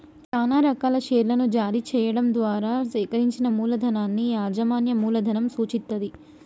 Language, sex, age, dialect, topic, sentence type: Telugu, female, 18-24, Telangana, banking, statement